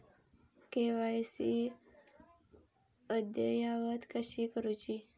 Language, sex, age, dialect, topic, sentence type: Marathi, female, 25-30, Southern Konkan, banking, question